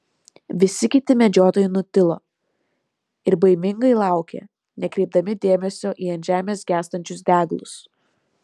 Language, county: Lithuanian, Vilnius